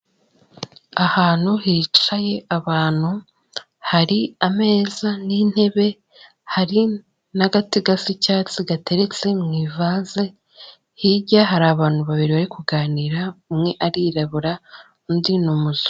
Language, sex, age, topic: Kinyarwanda, female, 18-24, government